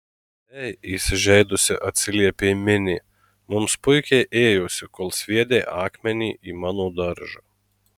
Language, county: Lithuanian, Marijampolė